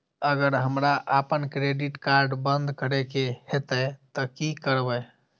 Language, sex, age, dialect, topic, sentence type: Maithili, female, 36-40, Eastern / Thethi, banking, question